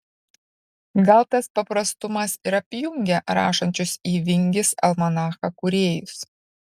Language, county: Lithuanian, Šiauliai